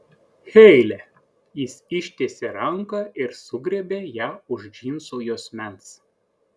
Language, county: Lithuanian, Klaipėda